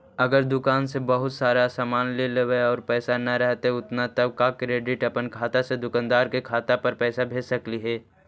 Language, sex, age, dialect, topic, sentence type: Magahi, male, 51-55, Central/Standard, banking, question